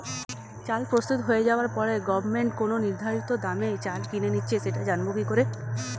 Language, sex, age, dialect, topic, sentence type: Bengali, female, 31-35, Standard Colloquial, agriculture, question